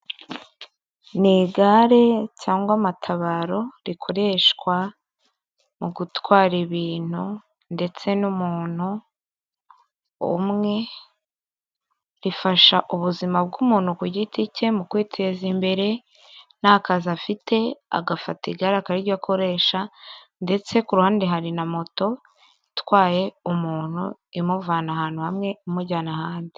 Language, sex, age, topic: Kinyarwanda, female, 25-35, government